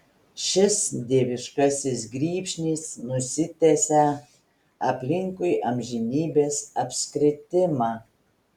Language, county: Lithuanian, Telšiai